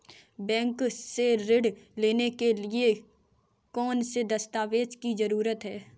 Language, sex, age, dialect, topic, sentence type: Hindi, female, 18-24, Kanauji Braj Bhasha, banking, question